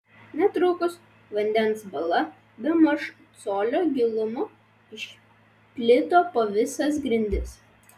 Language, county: Lithuanian, Vilnius